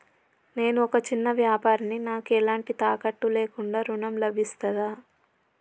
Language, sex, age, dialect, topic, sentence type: Telugu, male, 31-35, Telangana, banking, question